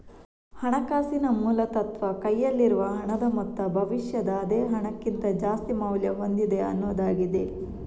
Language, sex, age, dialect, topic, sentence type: Kannada, female, 18-24, Coastal/Dakshin, banking, statement